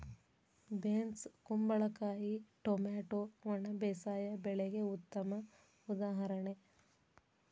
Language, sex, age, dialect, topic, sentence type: Kannada, female, 36-40, Dharwad Kannada, agriculture, statement